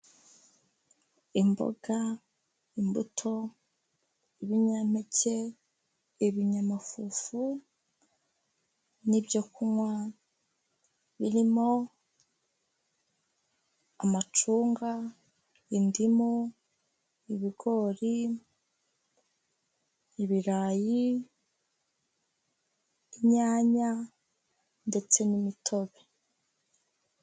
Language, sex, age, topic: Kinyarwanda, female, 25-35, agriculture